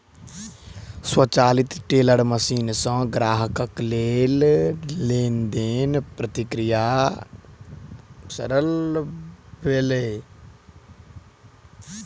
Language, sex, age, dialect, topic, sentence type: Maithili, male, 18-24, Southern/Standard, banking, statement